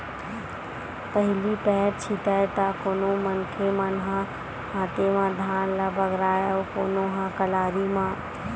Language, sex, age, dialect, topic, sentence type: Chhattisgarhi, female, 25-30, Western/Budati/Khatahi, agriculture, statement